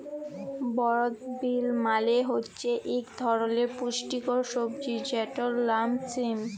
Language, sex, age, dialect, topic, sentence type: Bengali, female, 18-24, Jharkhandi, agriculture, statement